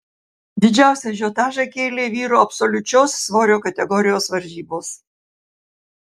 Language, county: Lithuanian, Kaunas